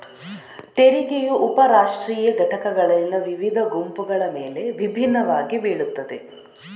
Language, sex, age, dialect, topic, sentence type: Kannada, female, 41-45, Coastal/Dakshin, banking, statement